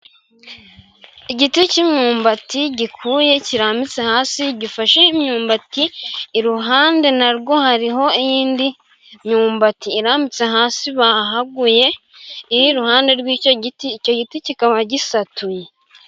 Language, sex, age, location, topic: Kinyarwanda, female, 18-24, Gakenke, agriculture